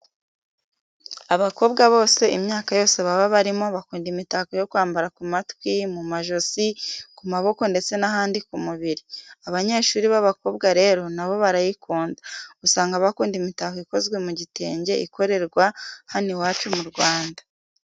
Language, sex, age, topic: Kinyarwanda, female, 18-24, education